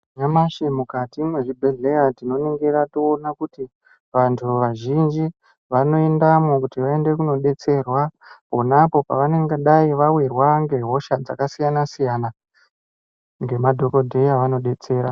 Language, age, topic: Ndau, 18-24, health